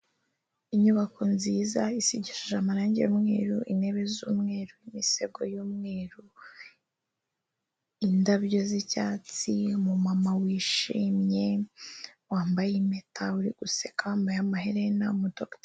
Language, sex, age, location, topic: Kinyarwanda, female, 36-49, Kigali, health